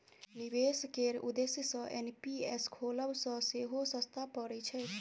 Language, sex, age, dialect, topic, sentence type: Maithili, female, 18-24, Bajjika, banking, statement